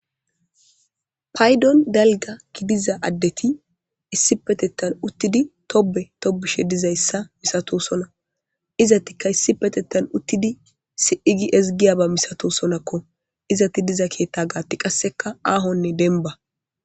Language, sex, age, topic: Gamo, female, 25-35, government